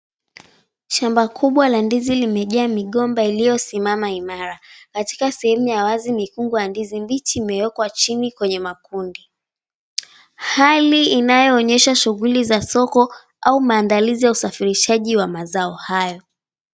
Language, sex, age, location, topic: Swahili, female, 18-24, Mombasa, agriculture